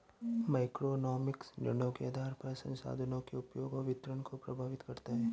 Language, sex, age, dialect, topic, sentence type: Hindi, male, 18-24, Awadhi Bundeli, banking, statement